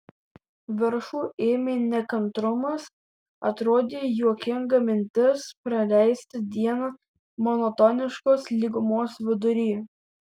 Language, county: Lithuanian, Vilnius